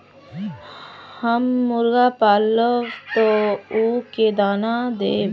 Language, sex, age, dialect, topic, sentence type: Magahi, female, 18-24, Northeastern/Surjapuri, agriculture, question